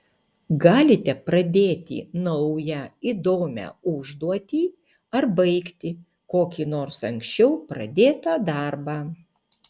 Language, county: Lithuanian, Utena